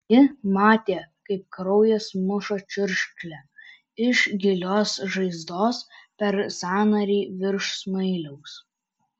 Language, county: Lithuanian, Alytus